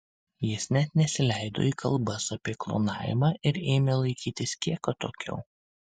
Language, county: Lithuanian, Kaunas